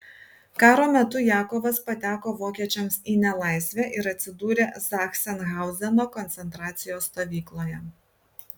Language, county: Lithuanian, Kaunas